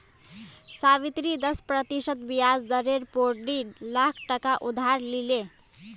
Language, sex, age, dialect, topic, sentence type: Magahi, female, 25-30, Northeastern/Surjapuri, banking, statement